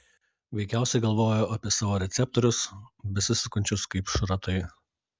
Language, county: Lithuanian, Kaunas